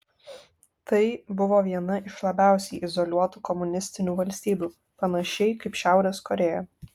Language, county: Lithuanian, Kaunas